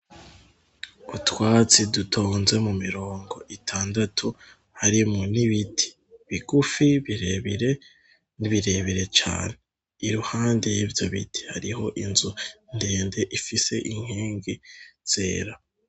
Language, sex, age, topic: Rundi, male, 18-24, education